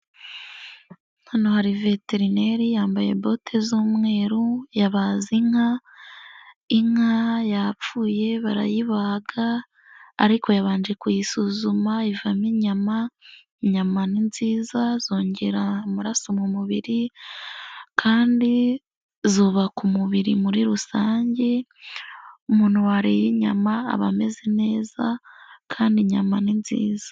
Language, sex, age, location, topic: Kinyarwanda, female, 18-24, Nyagatare, agriculture